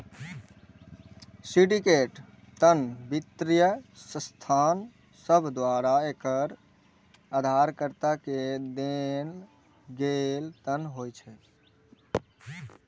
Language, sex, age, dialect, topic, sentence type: Maithili, male, 18-24, Eastern / Thethi, banking, statement